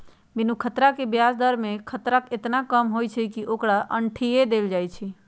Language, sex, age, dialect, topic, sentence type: Magahi, female, 56-60, Western, banking, statement